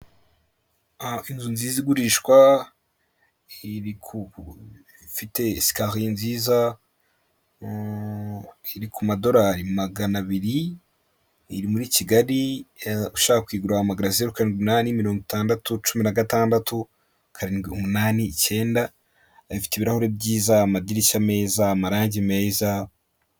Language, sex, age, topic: Kinyarwanda, male, 18-24, finance